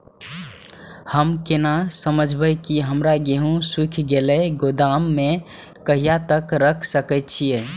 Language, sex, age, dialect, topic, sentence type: Maithili, male, 18-24, Eastern / Thethi, agriculture, question